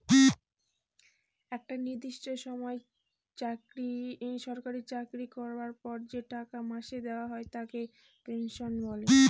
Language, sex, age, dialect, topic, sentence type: Bengali, female, 18-24, Northern/Varendri, banking, statement